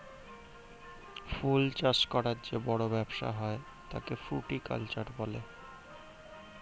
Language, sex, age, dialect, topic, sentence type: Bengali, male, 18-24, Standard Colloquial, agriculture, statement